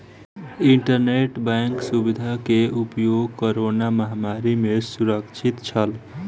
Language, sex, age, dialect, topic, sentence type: Maithili, female, 18-24, Southern/Standard, banking, statement